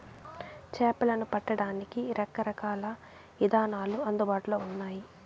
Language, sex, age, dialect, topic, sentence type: Telugu, female, 18-24, Southern, agriculture, statement